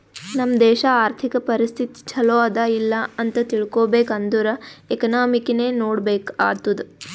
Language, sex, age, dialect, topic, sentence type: Kannada, female, 18-24, Northeastern, banking, statement